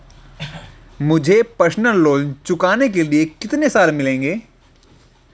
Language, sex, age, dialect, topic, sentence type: Hindi, male, 18-24, Marwari Dhudhari, banking, question